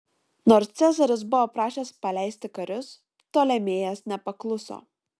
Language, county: Lithuanian, Šiauliai